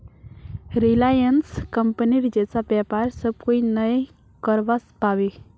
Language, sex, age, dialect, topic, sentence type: Magahi, female, 18-24, Northeastern/Surjapuri, banking, statement